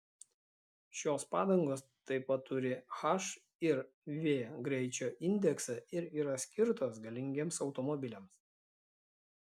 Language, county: Lithuanian, Klaipėda